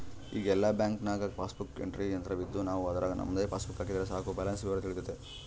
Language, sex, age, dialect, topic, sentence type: Kannada, male, 31-35, Central, banking, statement